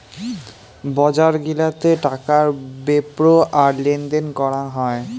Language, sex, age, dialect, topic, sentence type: Bengali, male, 18-24, Rajbangshi, banking, statement